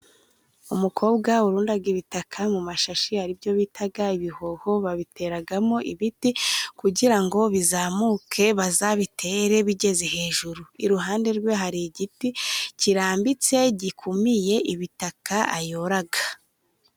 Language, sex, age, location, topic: Kinyarwanda, female, 25-35, Musanze, agriculture